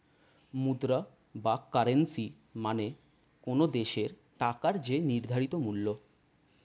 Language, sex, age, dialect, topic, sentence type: Bengali, male, 25-30, Standard Colloquial, banking, statement